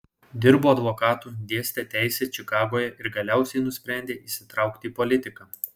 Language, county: Lithuanian, Šiauliai